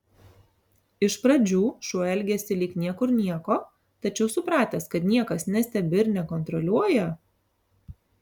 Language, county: Lithuanian, Alytus